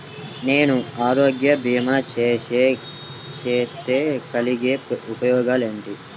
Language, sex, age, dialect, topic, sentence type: Telugu, male, 18-24, Central/Coastal, banking, question